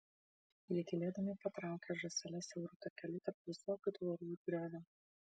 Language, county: Lithuanian, Vilnius